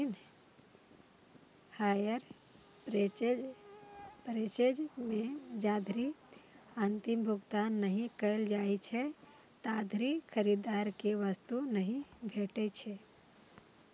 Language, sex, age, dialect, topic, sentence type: Maithili, female, 18-24, Eastern / Thethi, banking, statement